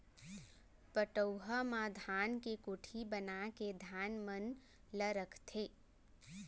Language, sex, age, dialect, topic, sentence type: Chhattisgarhi, female, 18-24, Central, agriculture, statement